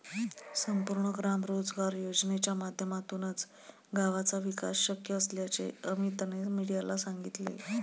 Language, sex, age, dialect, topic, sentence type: Marathi, female, 31-35, Standard Marathi, banking, statement